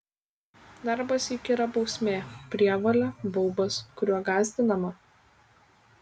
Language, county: Lithuanian, Kaunas